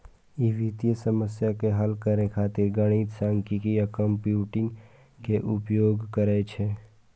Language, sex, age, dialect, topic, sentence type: Maithili, male, 18-24, Eastern / Thethi, banking, statement